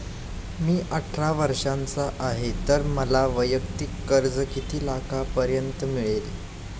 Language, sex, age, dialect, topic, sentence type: Marathi, male, 18-24, Standard Marathi, banking, question